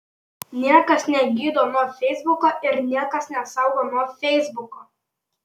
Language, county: Lithuanian, Panevėžys